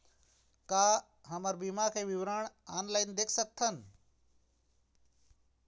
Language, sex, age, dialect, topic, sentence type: Chhattisgarhi, female, 46-50, Eastern, banking, question